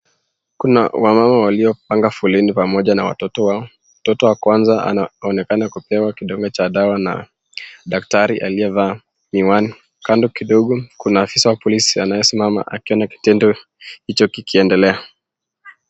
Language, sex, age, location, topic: Swahili, male, 18-24, Nakuru, health